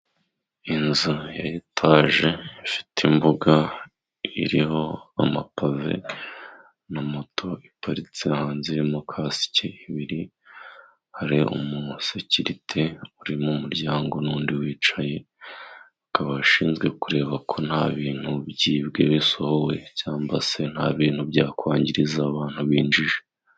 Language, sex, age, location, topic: Kinyarwanda, male, 25-35, Musanze, finance